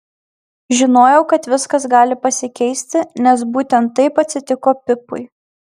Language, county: Lithuanian, Marijampolė